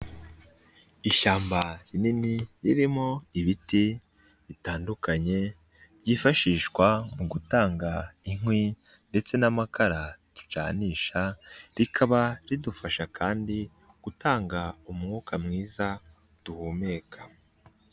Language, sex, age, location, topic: Kinyarwanda, male, 18-24, Nyagatare, agriculture